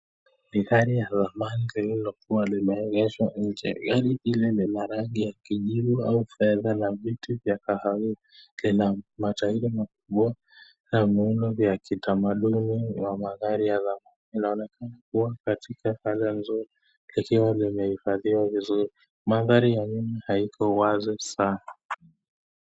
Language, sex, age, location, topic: Swahili, male, 25-35, Nakuru, finance